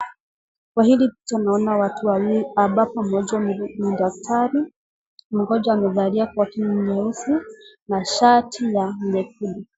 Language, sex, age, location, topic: Swahili, female, 25-35, Nakuru, health